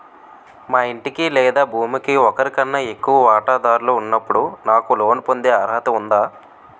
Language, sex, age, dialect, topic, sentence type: Telugu, male, 18-24, Utterandhra, banking, question